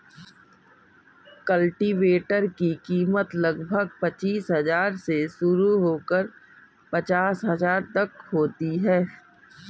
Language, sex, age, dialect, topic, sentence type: Hindi, female, 36-40, Kanauji Braj Bhasha, agriculture, statement